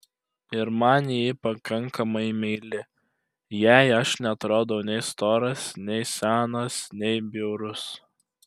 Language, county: Lithuanian, Klaipėda